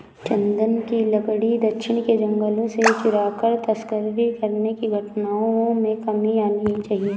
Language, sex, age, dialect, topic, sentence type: Hindi, female, 18-24, Awadhi Bundeli, agriculture, statement